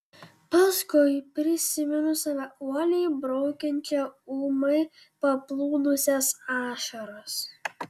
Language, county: Lithuanian, Vilnius